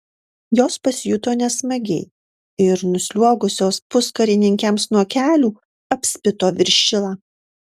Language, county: Lithuanian, Marijampolė